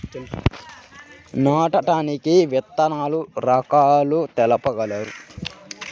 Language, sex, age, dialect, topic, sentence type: Telugu, male, 25-30, Central/Coastal, agriculture, question